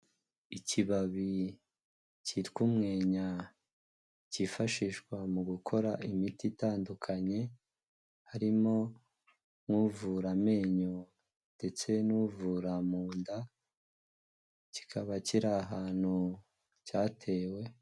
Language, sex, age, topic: Kinyarwanda, male, 18-24, health